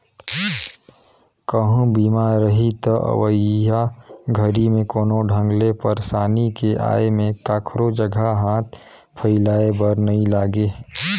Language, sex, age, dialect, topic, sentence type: Chhattisgarhi, male, 31-35, Northern/Bhandar, banking, statement